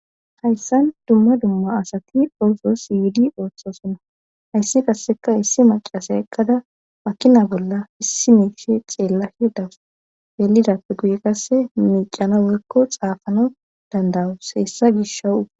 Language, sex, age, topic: Gamo, female, 25-35, government